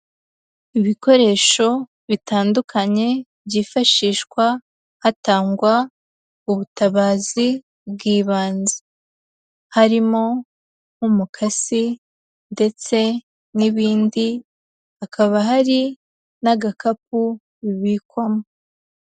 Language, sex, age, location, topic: Kinyarwanda, female, 18-24, Huye, health